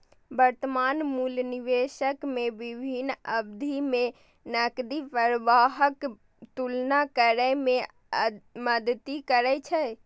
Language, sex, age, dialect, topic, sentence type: Maithili, female, 36-40, Eastern / Thethi, banking, statement